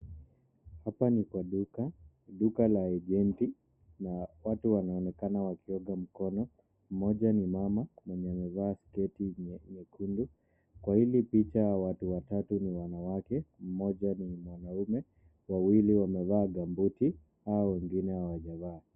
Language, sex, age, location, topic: Swahili, male, 25-35, Nakuru, health